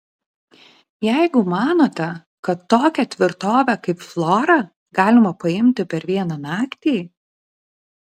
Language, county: Lithuanian, Vilnius